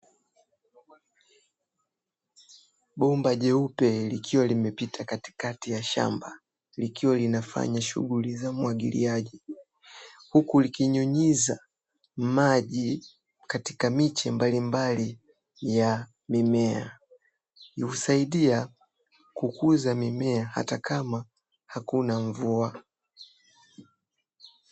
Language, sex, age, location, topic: Swahili, female, 18-24, Dar es Salaam, agriculture